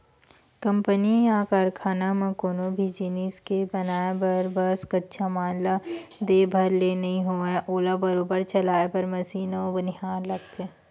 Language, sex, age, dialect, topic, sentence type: Chhattisgarhi, female, 18-24, Western/Budati/Khatahi, banking, statement